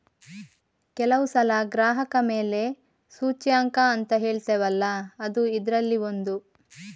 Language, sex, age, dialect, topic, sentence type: Kannada, female, 31-35, Coastal/Dakshin, banking, statement